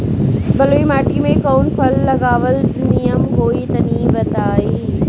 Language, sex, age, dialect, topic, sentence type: Bhojpuri, female, 18-24, Northern, agriculture, question